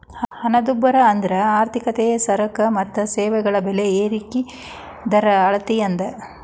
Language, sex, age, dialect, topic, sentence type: Kannada, female, 36-40, Dharwad Kannada, banking, statement